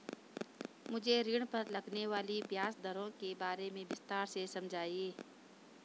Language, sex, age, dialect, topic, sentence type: Hindi, female, 25-30, Hindustani Malvi Khadi Boli, banking, question